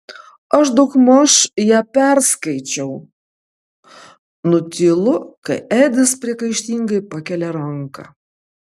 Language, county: Lithuanian, Kaunas